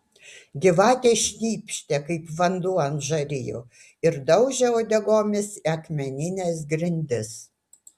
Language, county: Lithuanian, Utena